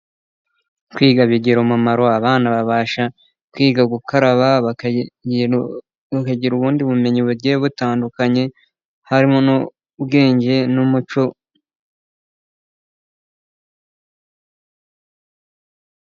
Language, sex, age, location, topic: Kinyarwanda, male, 18-24, Nyagatare, education